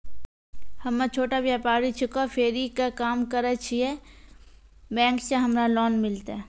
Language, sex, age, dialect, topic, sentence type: Maithili, female, 18-24, Angika, banking, question